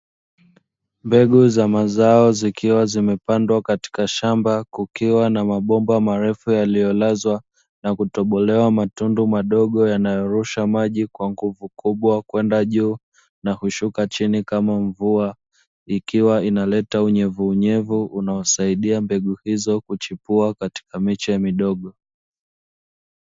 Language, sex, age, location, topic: Swahili, male, 25-35, Dar es Salaam, agriculture